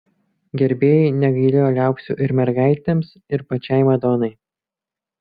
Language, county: Lithuanian, Kaunas